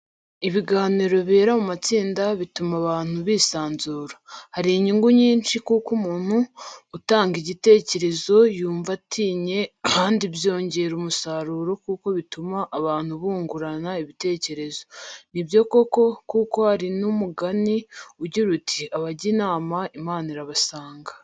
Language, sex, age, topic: Kinyarwanda, female, 25-35, education